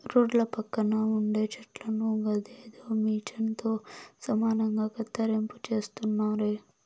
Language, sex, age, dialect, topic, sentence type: Telugu, female, 18-24, Southern, agriculture, statement